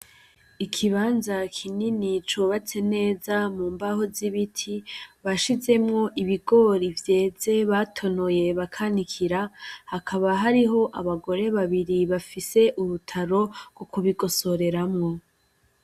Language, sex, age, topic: Rundi, female, 18-24, agriculture